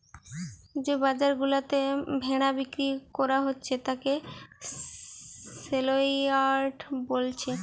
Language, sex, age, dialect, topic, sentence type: Bengali, female, 18-24, Western, agriculture, statement